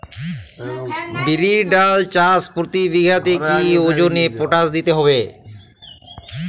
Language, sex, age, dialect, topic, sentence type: Bengali, male, 31-35, Jharkhandi, agriculture, question